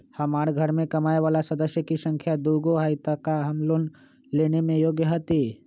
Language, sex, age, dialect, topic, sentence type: Magahi, male, 25-30, Western, banking, question